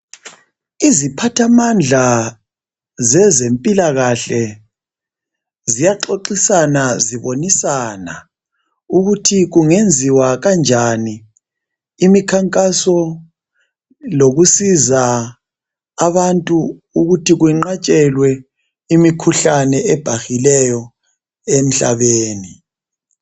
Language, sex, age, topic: North Ndebele, male, 36-49, health